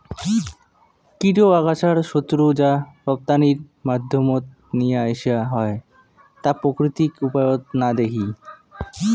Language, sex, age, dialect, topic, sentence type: Bengali, male, 18-24, Rajbangshi, agriculture, statement